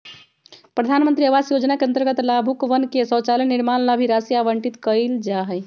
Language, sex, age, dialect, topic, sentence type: Magahi, female, 36-40, Western, banking, statement